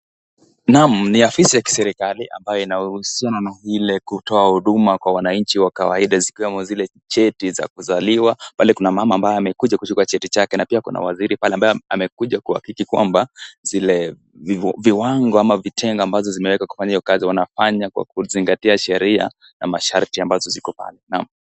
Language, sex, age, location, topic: Swahili, male, 18-24, Kisii, government